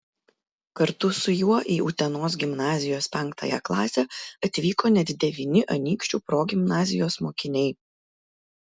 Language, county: Lithuanian, Klaipėda